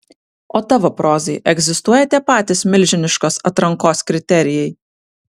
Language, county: Lithuanian, Vilnius